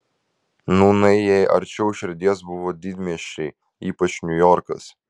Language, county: Lithuanian, Vilnius